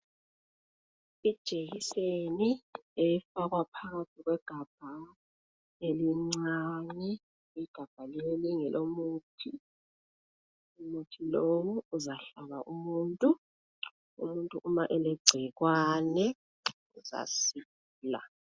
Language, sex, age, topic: North Ndebele, female, 25-35, health